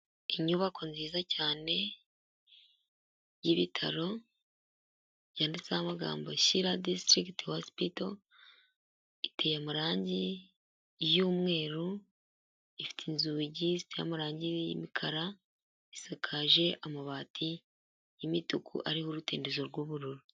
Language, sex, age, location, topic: Kinyarwanda, female, 18-24, Huye, health